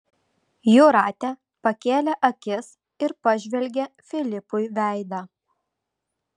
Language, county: Lithuanian, Vilnius